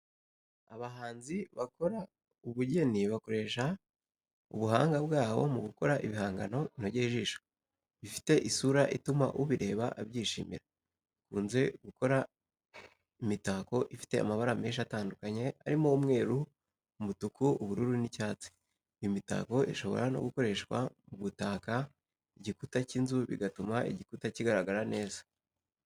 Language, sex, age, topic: Kinyarwanda, male, 18-24, education